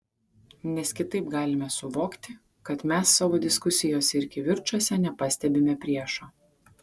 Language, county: Lithuanian, Kaunas